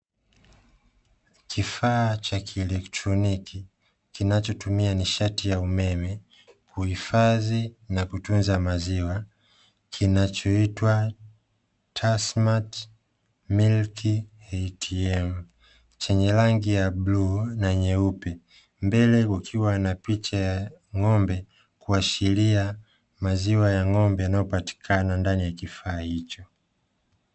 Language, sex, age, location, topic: Swahili, male, 25-35, Dar es Salaam, finance